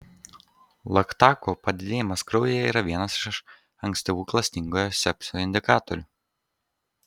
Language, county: Lithuanian, Kaunas